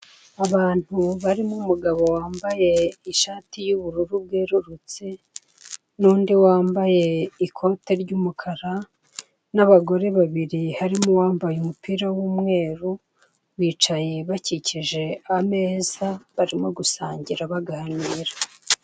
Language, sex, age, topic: Kinyarwanda, female, 36-49, finance